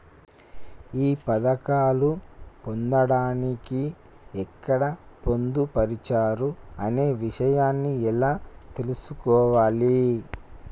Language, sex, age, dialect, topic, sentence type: Telugu, male, 25-30, Telangana, banking, question